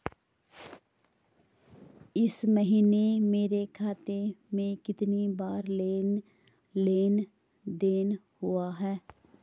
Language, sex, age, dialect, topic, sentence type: Hindi, male, 31-35, Garhwali, banking, question